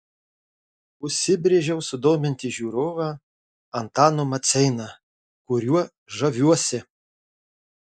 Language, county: Lithuanian, Marijampolė